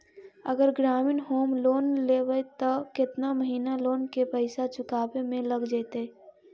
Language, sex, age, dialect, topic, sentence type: Magahi, female, 18-24, Central/Standard, banking, question